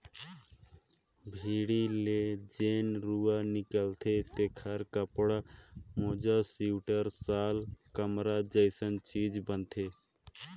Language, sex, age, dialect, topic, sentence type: Chhattisgarhi, male, 25-30, Northern/Bhandar, agriculture, statement